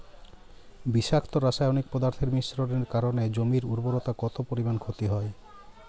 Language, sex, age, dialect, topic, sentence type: Bengali, male, 18-24, Jharkhandi, agriculture, question